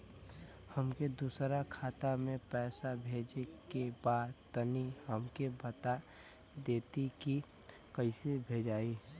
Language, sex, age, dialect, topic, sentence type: Bhojpuri, male, <18, Western, banking, question